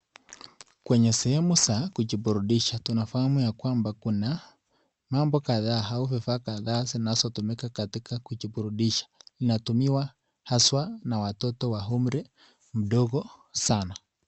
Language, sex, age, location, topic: Swahili, male, 18-24, Nakuru, education